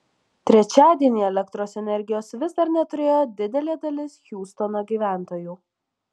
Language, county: Lithuanian, Alytus